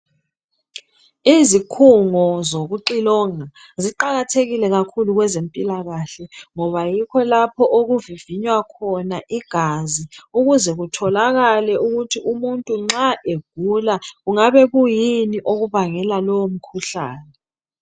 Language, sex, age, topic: North Ndebele, female, 25-35, health